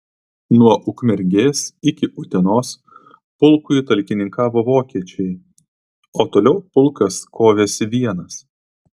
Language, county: Lithuanian, Vilnius